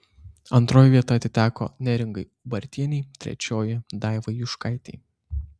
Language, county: Lithuanian, Šiauliai